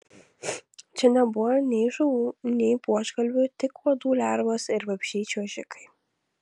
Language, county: Lithuanian, Kaunas